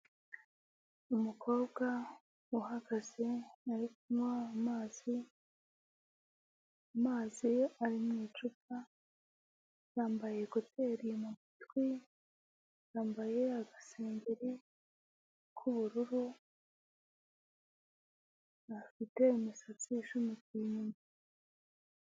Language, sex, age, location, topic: Kinyarwanda, female, 18-24, Huye, health